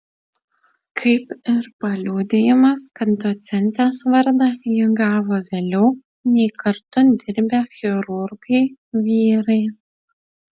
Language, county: Lithuanian, Utena